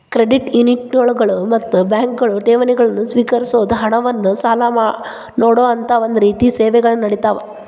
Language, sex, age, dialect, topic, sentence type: Kannada, female, 31-35, Dharwad Kannada, banking, statement